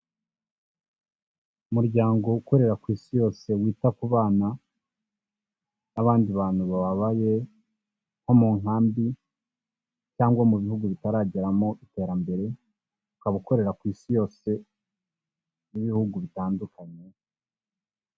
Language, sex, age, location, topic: Kinyarwanda, male, 25-35, Kigali, health